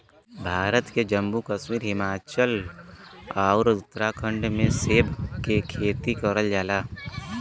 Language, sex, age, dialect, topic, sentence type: Bhojpuri, male, 18-24, Western, agriculture, statement